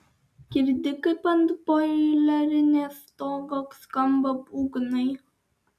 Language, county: Lithuanian, Alytus